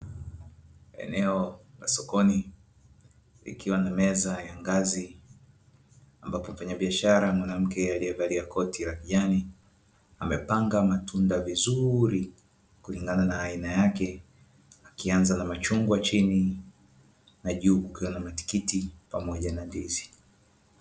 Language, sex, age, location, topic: Swahili, male, 25-35, Dar es Salaam, finance